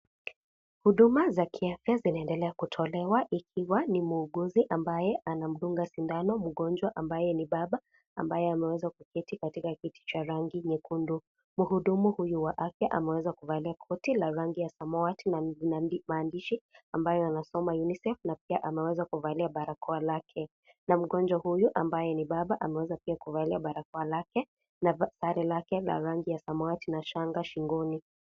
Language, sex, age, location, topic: Swahili, female, 25-35, Kisii, health